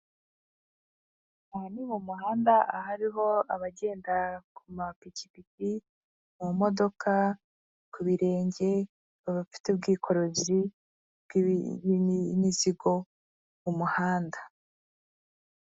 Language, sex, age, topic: Kinyarwanda, female, 25-35, government